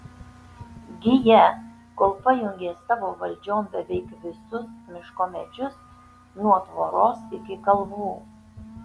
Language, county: Lithuanian, Tauragė